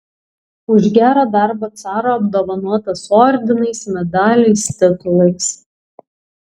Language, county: Lithuanian, Kaunas